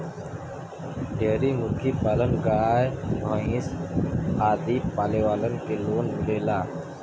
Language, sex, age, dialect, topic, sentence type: Bhojpuri, male, 60-100, Western, agriculture, statement